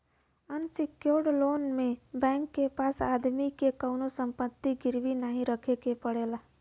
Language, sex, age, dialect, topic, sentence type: Bhojpuri, female, 25-30, Western, banking, statement